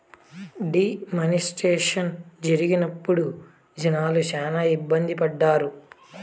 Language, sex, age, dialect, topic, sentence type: Telugu, male, 18-24, Southern, banking, statement